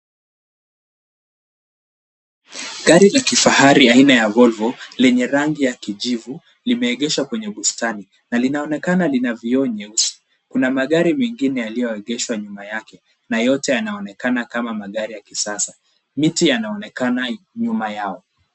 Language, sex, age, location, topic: Swahili, male, 18-24, Kisumu, finance